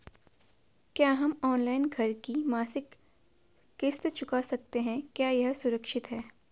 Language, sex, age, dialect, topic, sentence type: Hindi, female, 18-24, Garhwali, banking, question